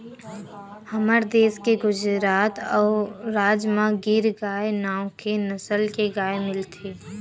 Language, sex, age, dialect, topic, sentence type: Chhattisgarhi, female, 18-24, Western/Budati/Khatahi, agriculture, statement